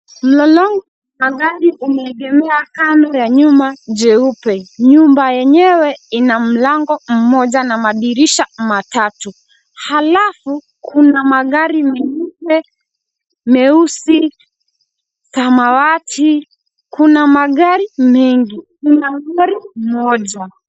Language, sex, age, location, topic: Swahili, female, 18-24, Kisumu, finance